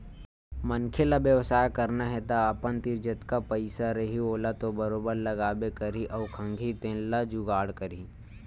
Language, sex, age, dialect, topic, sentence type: Chhattisgarhi, male, 18-24, Western/Budati/Khatahi, banking, statement